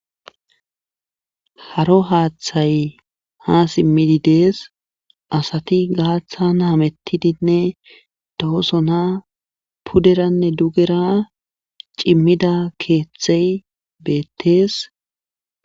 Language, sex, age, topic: Gamo, male, 18-24, government